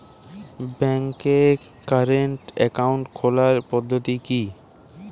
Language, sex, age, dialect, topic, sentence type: Bengali, male, 18-24, Jharkhandi, banking, question